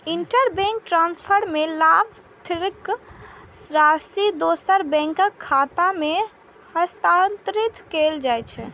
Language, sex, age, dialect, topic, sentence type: Maithili, male, 36-40, Eastern / Thethi, banking, statement